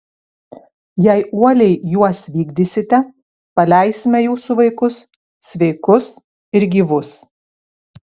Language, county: Lithuanian, Kaunas